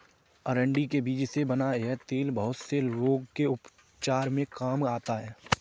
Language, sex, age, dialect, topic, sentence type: Hindi, male, 25-30, Kanauji Braj Bhasha, agriculture, statement